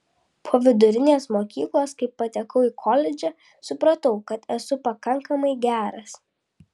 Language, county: Lithuanian, Vilnius